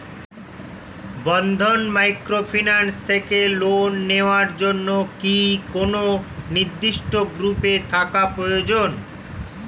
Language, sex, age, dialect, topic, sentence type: Bengali, male, 46-50, Standard Colloquial, banking, question